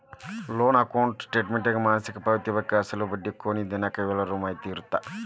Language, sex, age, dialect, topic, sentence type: Kannada, male, 36-40, Dharwad Kannada, banking, statement